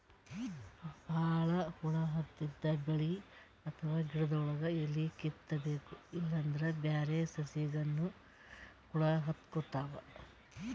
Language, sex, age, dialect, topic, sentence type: Kannada, female, 46-50, Northeastern, agriculture, statement